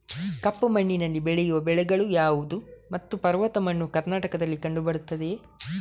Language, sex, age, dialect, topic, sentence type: Kannada, male, 31-35, Coastal/Dakshin, agriculture, question